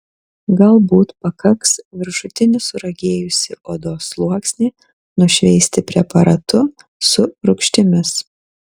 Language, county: Lithuanian, Kaunas